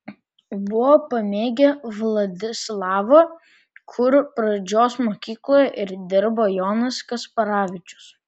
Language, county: Lithuanian, Vilnius